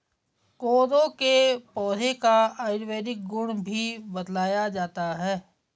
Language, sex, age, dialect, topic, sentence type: Hindi, female, 56-60, Garhwali, agriculture, statement